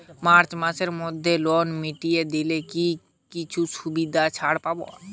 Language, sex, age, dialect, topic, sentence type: Bengali, male, 18-24, Western, banking, question